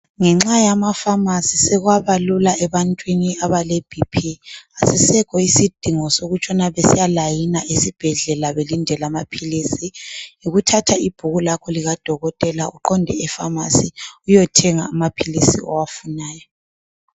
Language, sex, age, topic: North Ndebele, male, 25-35, health